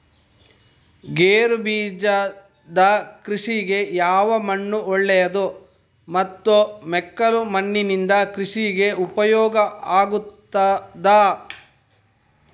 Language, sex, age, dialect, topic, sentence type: Kannada, male, 25-30, Coastal/Dakshin, agriculture, question